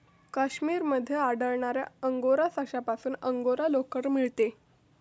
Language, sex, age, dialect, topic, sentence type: Marathi, female, 18-24, Southern Konkan, agriculture, statement